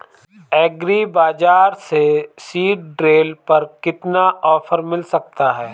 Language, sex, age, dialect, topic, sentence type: Hindi, male, 25-30, Awadhi Bundeli, agriculture, question